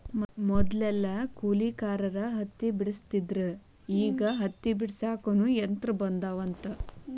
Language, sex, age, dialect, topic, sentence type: Kannada, female, 18-24, Dharwad Kannada, agriculture, statement